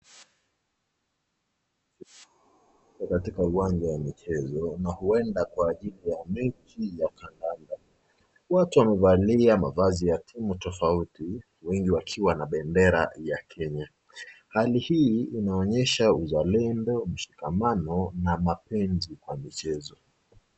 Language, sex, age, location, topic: Swahili, male, 25-35, Nakuru, government